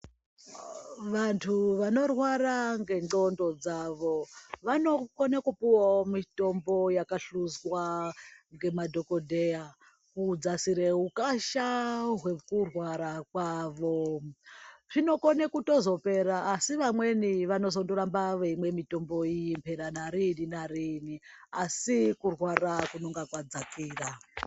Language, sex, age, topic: Ndau, female, 36-49, health